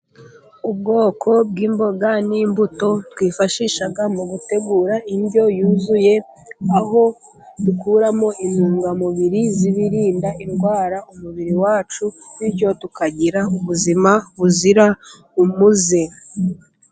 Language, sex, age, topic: Kinyarwanda, female, 18-24, agriculture